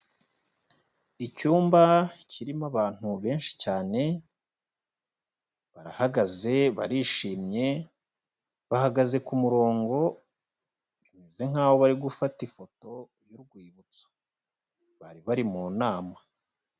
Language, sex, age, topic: Kinyarwanda, male, 25-35, health